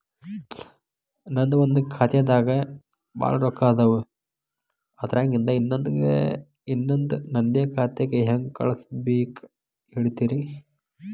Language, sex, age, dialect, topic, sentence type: Kannada, male, 18-24, Dharwad Kannada, banking, question